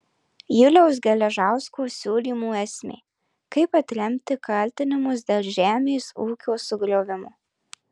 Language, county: Lithuanian, Marijampolė